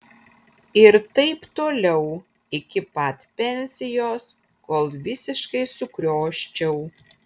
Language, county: Lithuanian, Utena